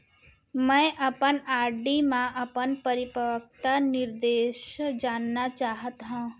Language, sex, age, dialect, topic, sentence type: Chhattisgarhi, female, 51-55, Central, banking, statement